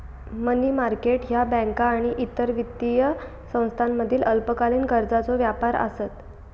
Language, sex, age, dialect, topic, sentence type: Marathi, female, 18-24, Southern Konkan, banking, statement